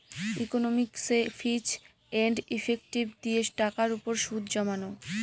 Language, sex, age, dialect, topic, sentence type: Bengali, female, 18-24, Northern/Varendri, banking, statement